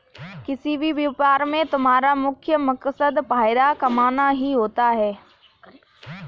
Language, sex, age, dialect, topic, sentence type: Hindi, female, 18-24, Kanauji Braj Bhasha, banking, statement